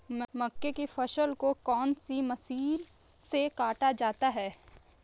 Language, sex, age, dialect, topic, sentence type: Hindi, female, 36-40, Kanauji Braj Bhasha, agriculture, question